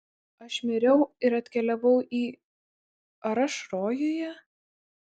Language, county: Lithuanian, Kaunas